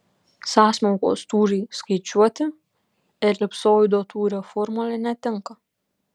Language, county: Lithuanian, Panevėžys